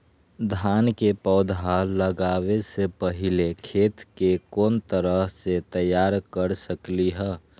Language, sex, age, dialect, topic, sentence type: Magahi, male, 18-24, Western, agriculture, question